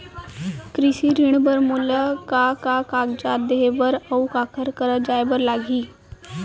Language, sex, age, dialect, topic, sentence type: Chhattisgarhi, female, 18-24, Central, banking, question